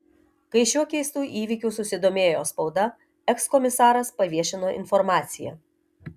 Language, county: Lithuanian, Telšiai